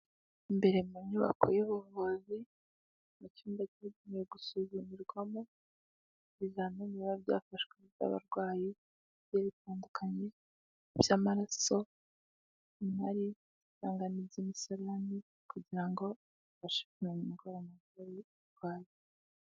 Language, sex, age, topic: Kinyarwanda, female, 18-24, health